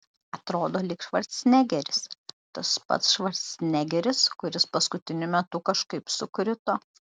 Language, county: Lithuanian, Šiauliai